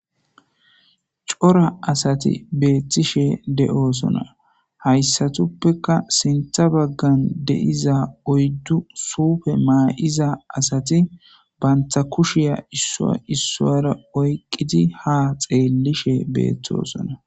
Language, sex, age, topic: Gamo, male, 18-24, government